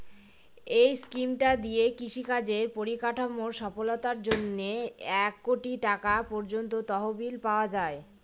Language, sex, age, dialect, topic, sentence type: Bengali, female, 25-30, Northern/Varendri, agriculture, statement